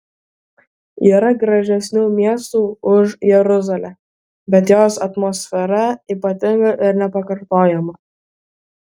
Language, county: Lithuanian, Vilnius